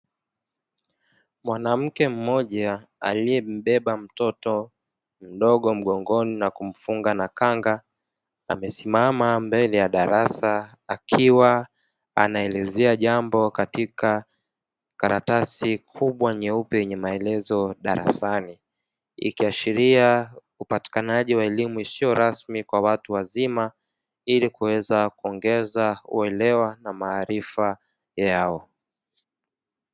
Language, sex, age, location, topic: Swahili, male, 18-24, Dar es Salaam, education